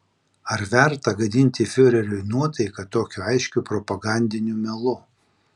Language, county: Lithuanian, Vilnius